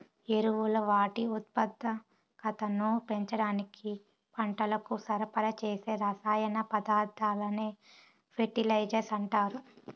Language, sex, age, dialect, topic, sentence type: Telugu, female, 18-24, Southern, agriculture, statement